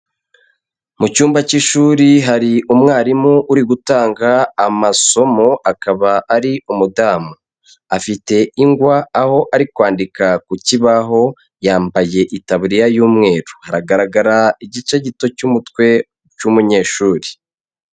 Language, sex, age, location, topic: Kinyarwanda, male, 25-35, Kigali, education